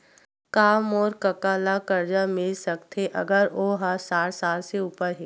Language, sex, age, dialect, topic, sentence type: Chhattisgarhi, female, 46-50, Western/Budati/Khatahi, banking, statement